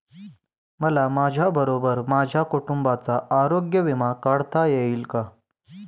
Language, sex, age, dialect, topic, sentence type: Marathi, male, 18-24, Standard Marathi, banking, question